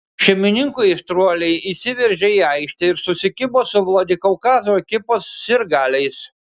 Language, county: Lithuanian, Šiauliai